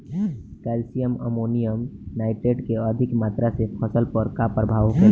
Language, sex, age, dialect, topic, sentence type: Bhojpuri, male, <18, Southern / Standard, agriculture, question